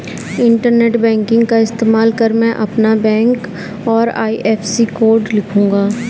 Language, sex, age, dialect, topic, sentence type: Hindi, female, 46-50, Kanauji Braj Bhasha, banking, statement